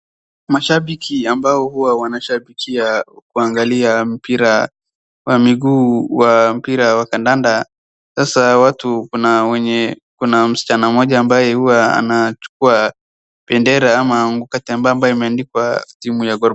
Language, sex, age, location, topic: Swahili, female, 18-24, Wajir, government